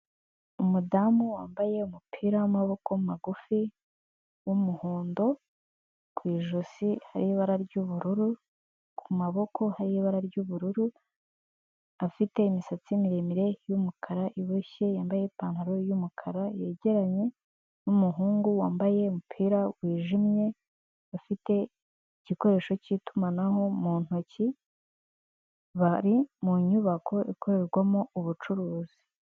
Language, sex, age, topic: Kinyarwanda, female, 18-24, finance